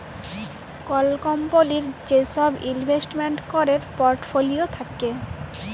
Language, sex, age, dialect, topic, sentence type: Bengali, female, 18-24, Jharkhandi, banking, statement